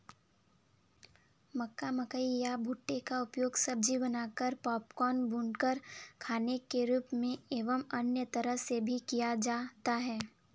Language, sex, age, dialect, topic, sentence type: Hindi, female, 18-24, Kanauji Braj Bhasha, agriculture, statement